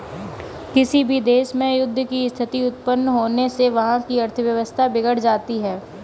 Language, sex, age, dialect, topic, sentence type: Hindi, female, 18-24, Kanauji Braj Bhasha, banking, statement